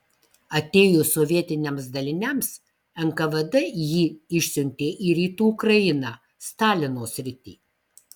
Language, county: Lithuanian, Marijampolė